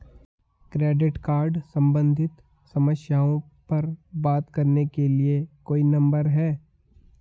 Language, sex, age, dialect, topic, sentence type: Hindi, male, 18-24, Hindustani Malvi Khadi Boli, banking, question